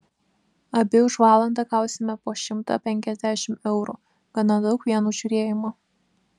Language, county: Lithuanian, Vilnius